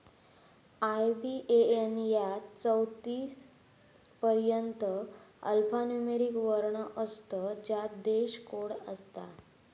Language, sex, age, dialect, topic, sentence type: Marathi, female, 18-24, Southern Konkan, banking, statement